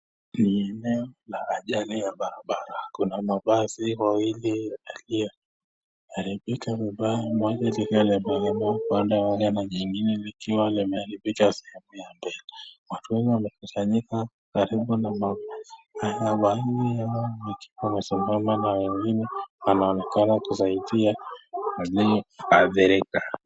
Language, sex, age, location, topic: Swahili, male, 25-35, Nakuru, health